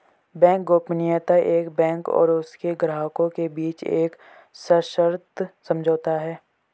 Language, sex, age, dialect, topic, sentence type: Hindi, female, 18-24, Garhwali, banking, statement